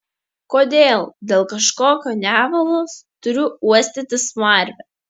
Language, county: Lithuanian, Kaunas